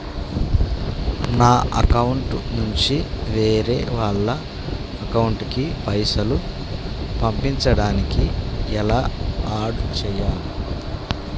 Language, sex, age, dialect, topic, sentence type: Telugu, male, 31-35, Telangana, banking, question